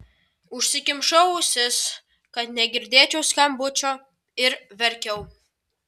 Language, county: Lithuanian, Vilnius